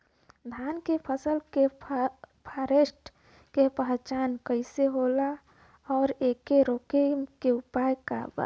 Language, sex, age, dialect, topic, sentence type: Bhojpuri, female, 25-30, Western, agriculture, question